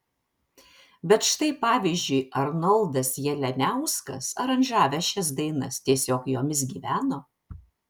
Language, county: Lithuanian, Vilnius